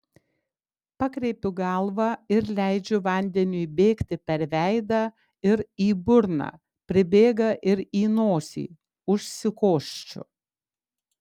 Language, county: Lithuanian, Klaipėda